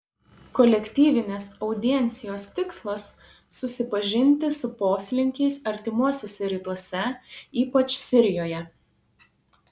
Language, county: Lithuanian, Panevėžys